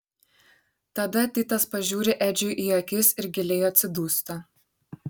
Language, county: Lithuanian, Šiauliai